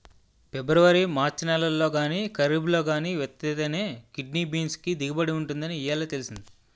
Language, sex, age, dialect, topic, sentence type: Telugu, male, 25-30, Utterandhra, agriculture, statement